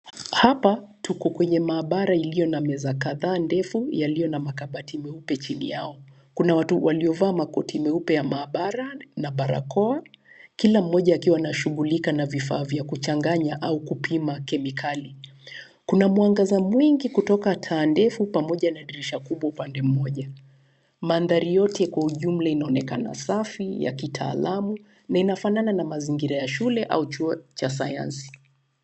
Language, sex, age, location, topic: Swahili, female, 36-49, Nairobi, education